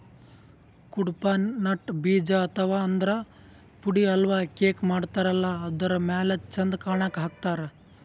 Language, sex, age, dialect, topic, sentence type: Kannada, male, 18-24, Northeastern, agriculture, statement